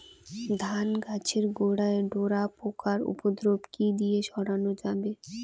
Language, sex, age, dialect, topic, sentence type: Bengali, female, 18-24, Rajbangshi, agriculture, question